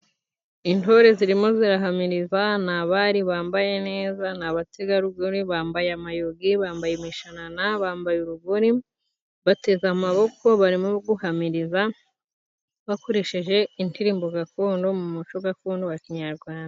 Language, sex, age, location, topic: Kinyarwanda, female, 18-24, Musanze, government